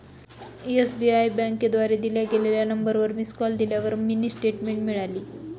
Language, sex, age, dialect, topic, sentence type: Marathi, female, 25-30, Northern Konkan, banking, statement